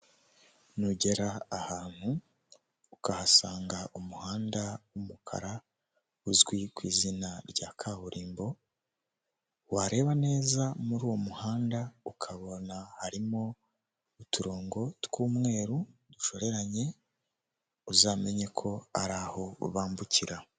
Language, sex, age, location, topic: Kinyarwanda, male, 18-24, Huye, government